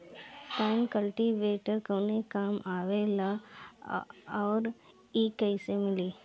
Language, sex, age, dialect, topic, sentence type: Bhojpuri, female, 25-30, Northern, agriculture, question